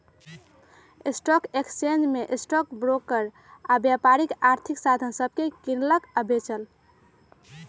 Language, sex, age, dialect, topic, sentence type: Magahi, female, 36-40, Western, banking, statement